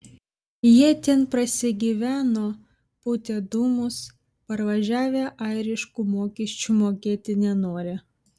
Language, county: Lithuanian, Vilnius